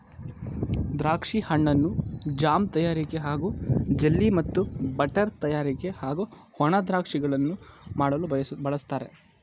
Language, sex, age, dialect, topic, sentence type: Kannada, male, 18-24, Mysore Kannada, agriculture, statement